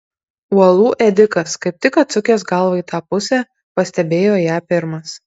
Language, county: Lithuanian, Kaunas